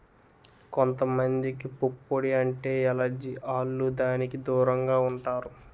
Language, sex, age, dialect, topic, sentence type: Telugu, male, 18-24, Utterandhra, agriculture, statement